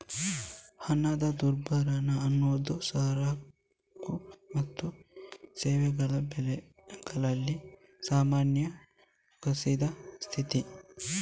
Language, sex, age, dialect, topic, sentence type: Kannada, male, 25-30, Coastal/Dakshin, banking, statement